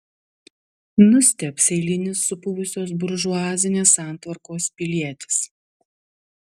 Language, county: Lithuanian, Vilnius